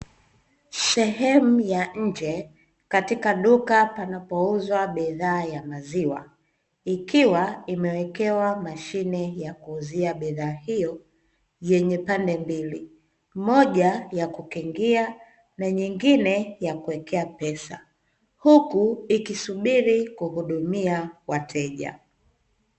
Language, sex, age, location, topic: Swahili, female, 25-35, Dar es Salaam, finance